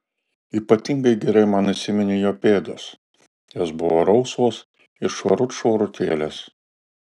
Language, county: Lithuanian, Alytus